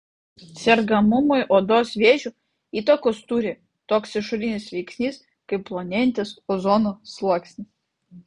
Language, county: Lithuanian, Vilnius